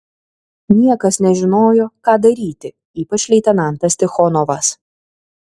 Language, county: Lithuanian, Kaunas